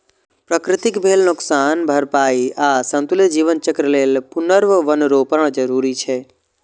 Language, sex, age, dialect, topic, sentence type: Maithili, male, 25-30, Eastern / Thethi, agriculture, statement